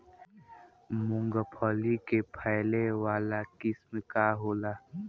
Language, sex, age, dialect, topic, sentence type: Bhojpuri, male, <18, Southern / Standard, agriculture, question